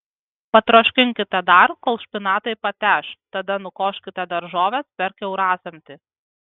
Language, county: Lithuanian, Kaunas